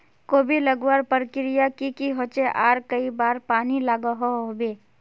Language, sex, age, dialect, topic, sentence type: Magahi, female, 18-24, Northeastern/Surjapuri, agriculture, question